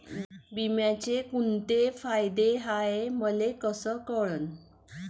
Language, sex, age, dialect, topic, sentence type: Marathi, female, 41-45, Varhadi, banking, question